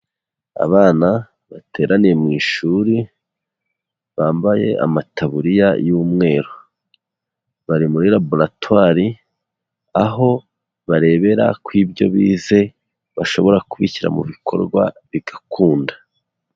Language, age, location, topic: Kinyarwanda, 18-24, Huye, education